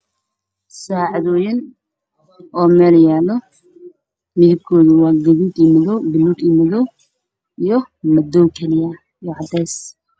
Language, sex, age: Somali, male, 18-24